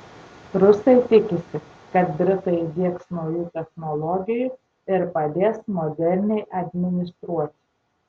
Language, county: Lithuanian, Tauragė